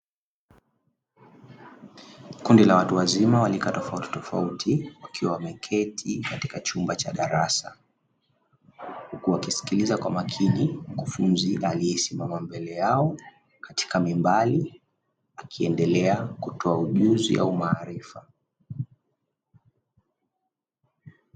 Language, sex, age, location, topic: Swahili, male, 25-35, Dar es Salaam, education